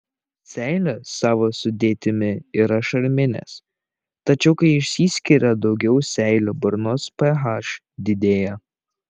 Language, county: Lithuanian, Šiauliai